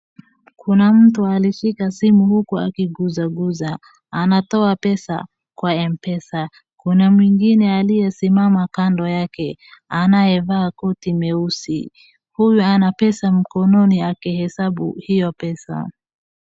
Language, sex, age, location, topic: Swahili, female, 25-35, Wajir, finance